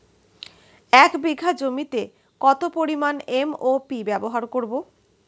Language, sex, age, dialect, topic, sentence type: Bengali, female, 31-35, Standard Colloquial, agriculture, question